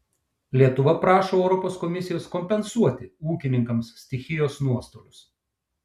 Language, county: Lithuanian, Šiauliai